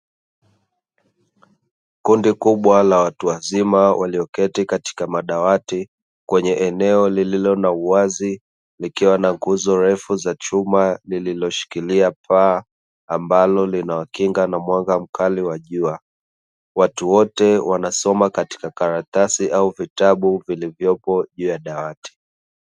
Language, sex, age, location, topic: Swahili, male, 18-24, Dar es Salaam, education